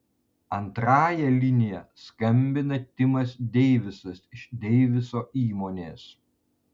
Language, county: Lithuanian, Panevėžys